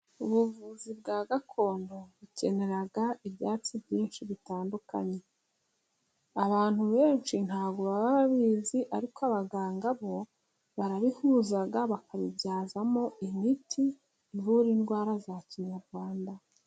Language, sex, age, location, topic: Kinyarwanda, female, 36-49, Musanze, health